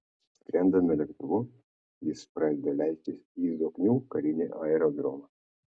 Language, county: Lithuanian, Kaunas